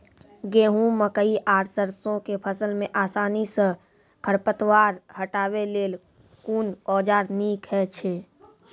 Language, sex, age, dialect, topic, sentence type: Maithili, male, 46-50, Angika, agriculture, question